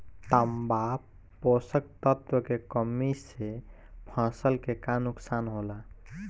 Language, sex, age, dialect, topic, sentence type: Bhojpuri, male, 18-24, Southern / Standard, agriculture, question